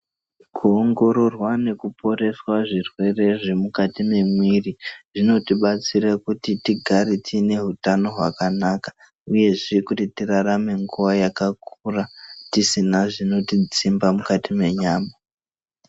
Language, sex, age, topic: Ndau, male, 25-35, health